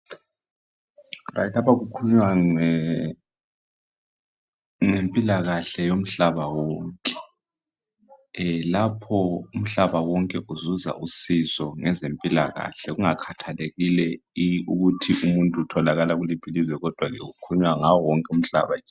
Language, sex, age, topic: North Ndebele, male, 36-49, health